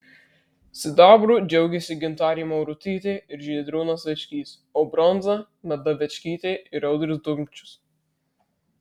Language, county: Lithuanian, Marijampolė